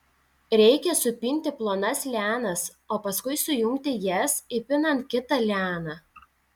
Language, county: Lithuanian, Telšiai